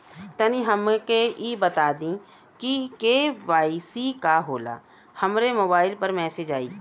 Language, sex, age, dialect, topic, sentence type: Bhojpuri, female, 36-40, Western, banking, question